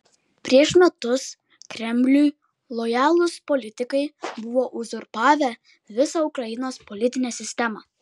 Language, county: Lithuanian, Klaipėda